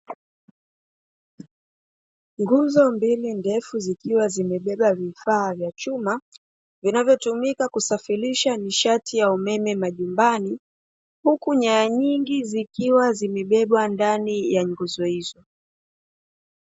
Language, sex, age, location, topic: Swahili, female, 25-35, Dar es Salaam, government